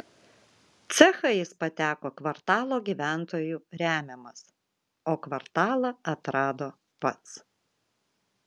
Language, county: Lithuanian, Vilnius